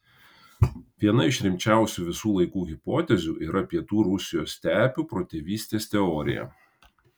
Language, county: Lithuanian, Kaunas